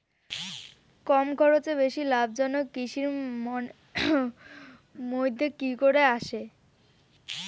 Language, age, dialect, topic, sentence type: Bengali, <18, Rajbangshi, agriculture, question